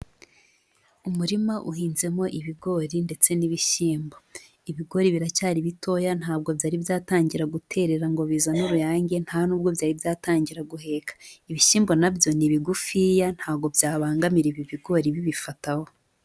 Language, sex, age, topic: Kinyarwanda, female, 18-24, agriculture